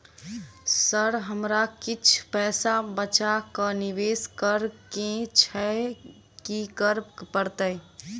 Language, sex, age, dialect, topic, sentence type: Maithili, female, 18-24, Southern/Standard, banking, question